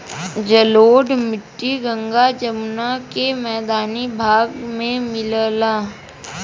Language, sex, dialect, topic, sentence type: Bhojpuri, female, Western, agriculture, statement